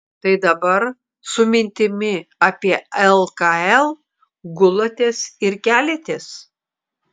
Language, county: Lithuanian, Klaipėda